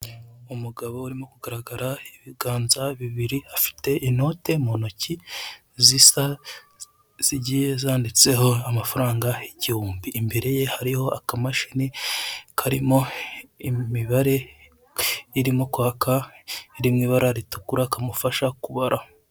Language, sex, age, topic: Kinyarwanda, male, 25-35, finance